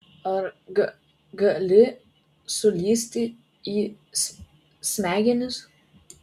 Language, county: Lithuanian, Vilnius